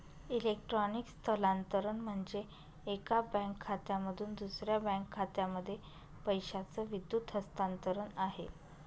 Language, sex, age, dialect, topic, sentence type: Marathi, male, 31-35, Northern Konkan, banking, statement